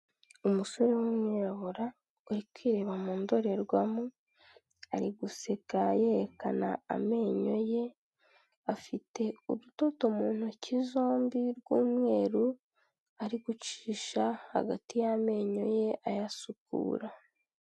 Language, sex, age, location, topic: Kinyarwanda, female, 18-24, Kigali, health